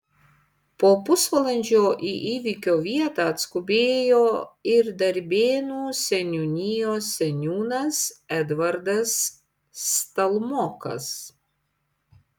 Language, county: Lithuanian, Panevėžys